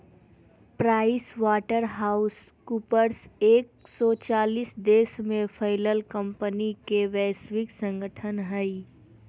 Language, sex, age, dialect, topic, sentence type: Magahi, female, 18-24, Southern, banking, statement